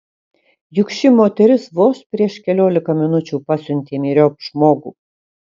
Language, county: Lithuanian, Kaunas